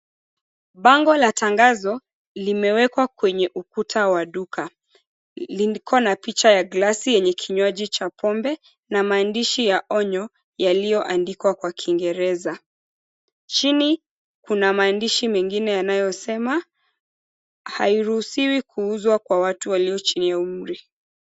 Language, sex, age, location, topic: Swahili, female, 25-35, Mombasa, government